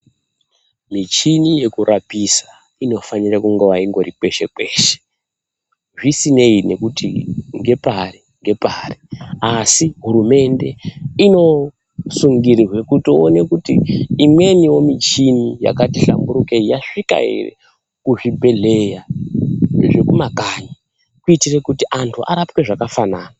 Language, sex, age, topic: Ndau, male, 25-35, health